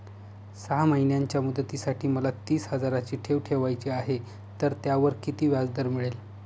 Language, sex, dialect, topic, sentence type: Marathi, male, Northern Konkan, banking, question